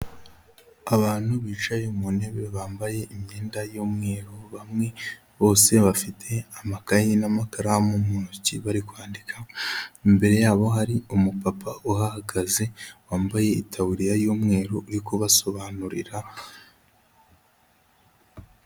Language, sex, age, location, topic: Kinyarwanda, male, 18-24, Kigali, health